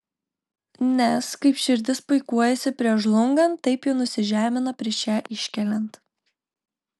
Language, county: Lithuanian, Telšiai